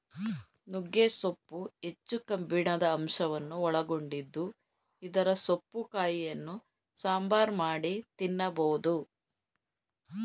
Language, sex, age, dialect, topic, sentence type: Kannada, female, 41-45, Mysore Kannada, agriculture, statement